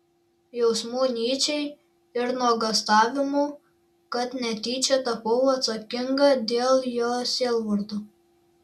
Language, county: Lithuanian, Šiauliai